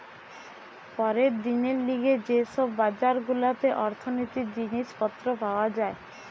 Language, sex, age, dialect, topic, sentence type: Bengali, male, 60-100, Western, banking, statement